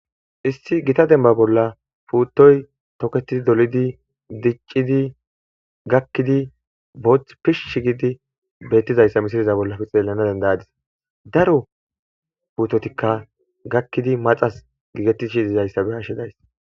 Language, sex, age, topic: Gamo, male, 18-24, agriculture